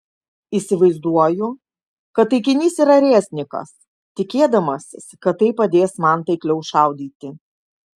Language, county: Lithuanian, Kaunas